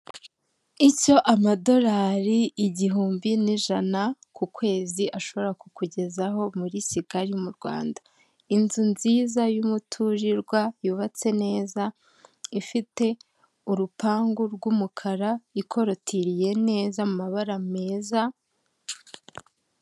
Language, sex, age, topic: Kinyarwanda, female, 18-24, finance